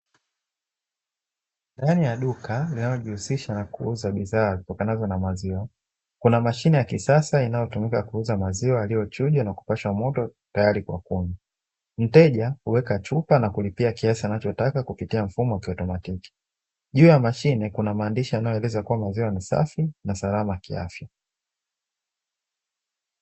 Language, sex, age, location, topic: Swahili, male, 25-35, Dar es Salaam, finance